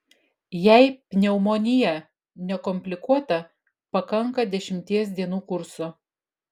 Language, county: Lithuanian, Vilnius